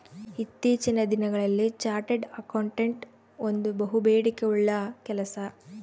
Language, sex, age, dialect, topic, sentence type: Kannada, female, 18-24, Central, banking, statement